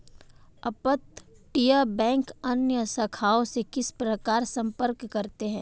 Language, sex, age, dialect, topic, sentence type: Hindi, female, 18-24, Marwari Dhudhari, banking, statement